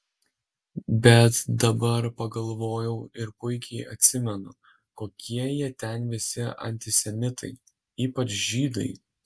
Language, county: Lithuanian, Alytus